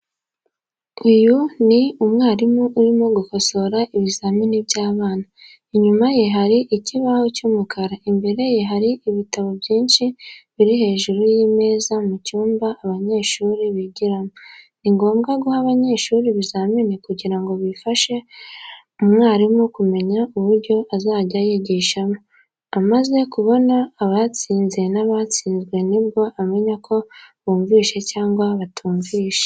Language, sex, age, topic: Kinyarwanda, female, 18-24, education